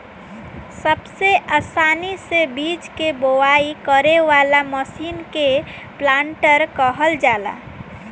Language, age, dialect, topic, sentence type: Bhojpuri, 18-24, Southern / Standard, agriculture, statement